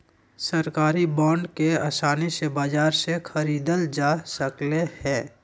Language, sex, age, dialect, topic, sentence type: Magahi, male, 25-30, Southern, banking, statement